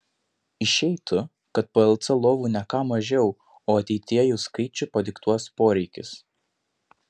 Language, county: Lithuanian, Panevėžys